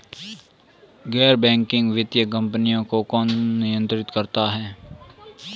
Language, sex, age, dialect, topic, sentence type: Hindi, male, 18-24, Marwari Dhudhari, banking, question